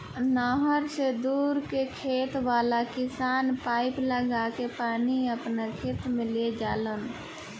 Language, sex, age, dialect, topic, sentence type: Bhojpuri, female, 18-24, Southern / Standard, agriculture, statement